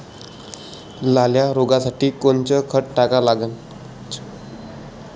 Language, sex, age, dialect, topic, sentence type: Marathi, male, 25-30, Varhadi, agriculture, question